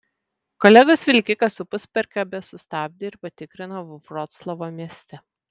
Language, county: Lithuanian, Vilnius